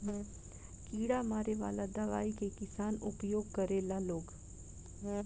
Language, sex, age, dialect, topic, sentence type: Bhojpuri, female, 25-30, Southern / Standard, agriculture, statement